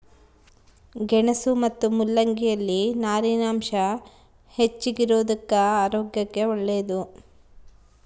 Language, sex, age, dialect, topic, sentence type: Kannada, female, 36-40, Central, agriculture, statement